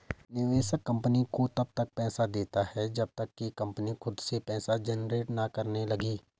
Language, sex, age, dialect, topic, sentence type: Hindi, male, 25-30, Garhwali, banking, statement